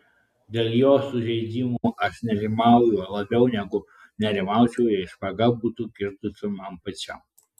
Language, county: Lithuanian, Klaipėda